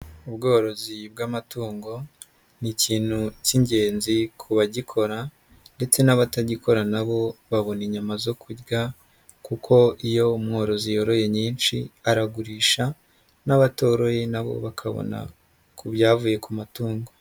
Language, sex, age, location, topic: Kinyarwanda, male, 50+, Nyagatare, agriculture